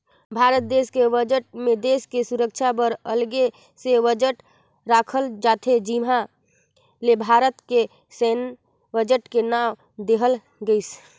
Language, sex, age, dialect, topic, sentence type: Chhattisgarhi, female, 25-30, Northern/Bhandar, banking, statement